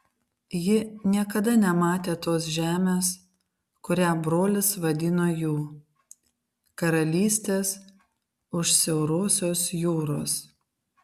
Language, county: Lithuanian, Kaunas